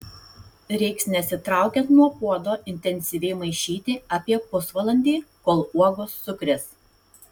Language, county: Lithuanian, Tauragė